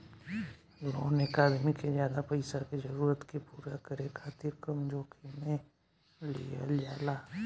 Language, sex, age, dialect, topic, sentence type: Bhojpuri, male, 18-24, Southern / Standard, banking, statement